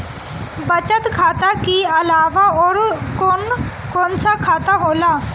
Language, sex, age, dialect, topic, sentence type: Bhojpuri, female, 18-24, Northern, banking, question